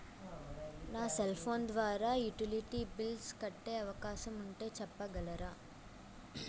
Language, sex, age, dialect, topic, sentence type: Telugu, female, 18-24, Utterandhra, banking, question